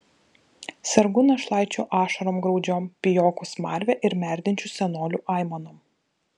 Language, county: Lithuanian, Vilnius